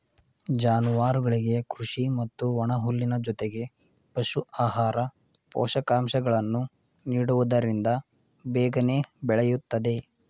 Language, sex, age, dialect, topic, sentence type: Kannada, male, 18-24, Mysore Kannada, agriculture, statement